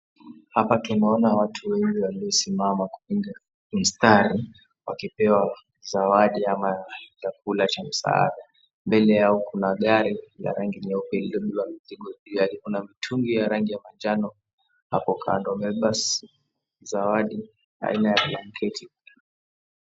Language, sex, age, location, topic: Swahili, male, 25-35, Mombasa, health